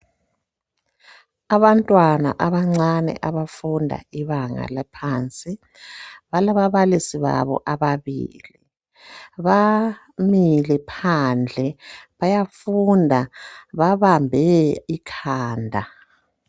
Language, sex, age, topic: North Ndebele, male, 25-35, education